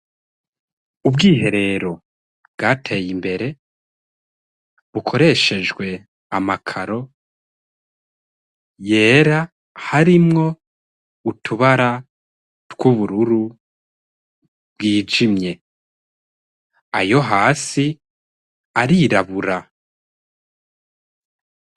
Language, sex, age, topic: Rundi, male, 25-35, education